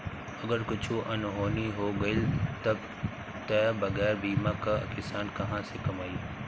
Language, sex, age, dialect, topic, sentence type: Bhojpuri, male, 31-35, Northern, banking, statement